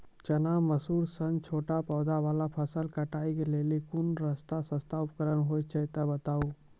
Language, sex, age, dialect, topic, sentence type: Maithili, male, 18-24, Angika, agriculture, question